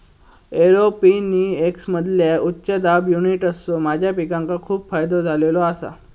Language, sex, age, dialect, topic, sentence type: Marathi, male, 56-60, Southern Konkan, agriculture, statement